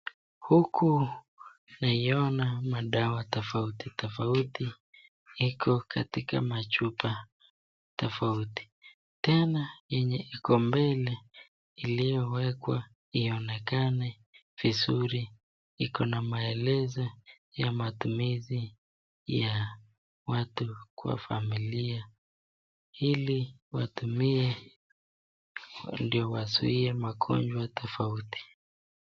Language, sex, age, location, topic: Swahili, female, 36-49, Nakuru, health